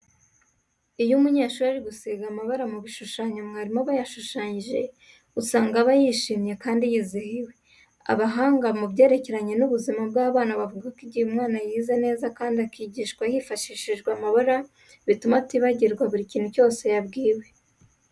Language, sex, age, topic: Kinyarwanda, female, 18-24, education